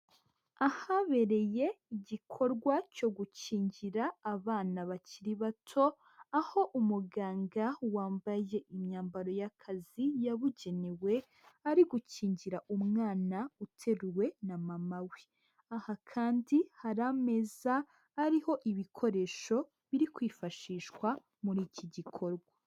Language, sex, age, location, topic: Kinyarwanda, female, 18-24, Huye, health